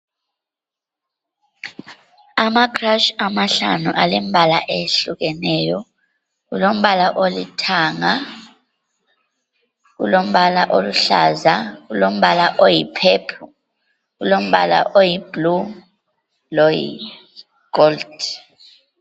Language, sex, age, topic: North Ndebele, female, 25-35, health